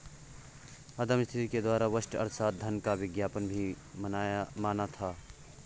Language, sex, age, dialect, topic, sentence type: Hindi, male, 18-24, Awadhi Bundeli, banking, statement